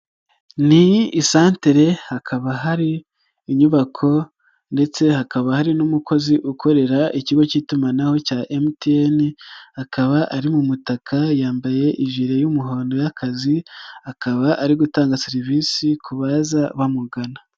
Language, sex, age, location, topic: Kinyarwanda, male, 36-49, Nyagatare, finance